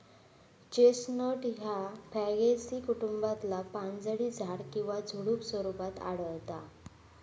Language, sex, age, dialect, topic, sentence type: Marathi, female, 18-24, Southern Konkan, agriculture, statement